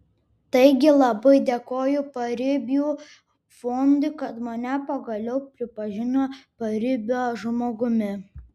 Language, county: Lithuanian, Vilnius